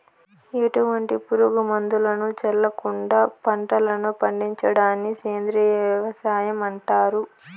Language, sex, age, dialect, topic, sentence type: Telugu, female, 18-24, Southern, agriculture, statement